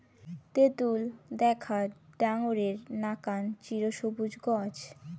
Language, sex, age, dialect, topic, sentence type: Bengali, female, 18-24, Rajbangshi, agriculture, statement